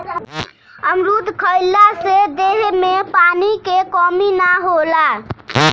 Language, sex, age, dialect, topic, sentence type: Bhojpuri, female, 25-30, Northern, agriculture, statement